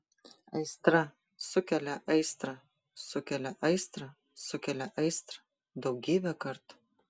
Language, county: Lithuanian, Panevėžys